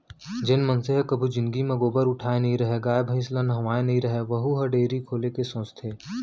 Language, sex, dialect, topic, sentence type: Chhattisgarhi, male, Central, agriculture, statement